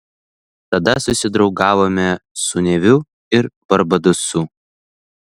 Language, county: Lithuanian, Šiauliai